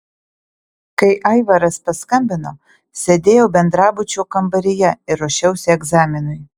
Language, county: Lithuanian, Utena